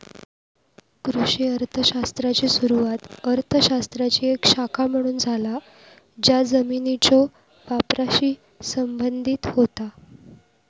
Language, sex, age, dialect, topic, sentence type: Marathi, female, 18-24, Southern Konkan, banking, statement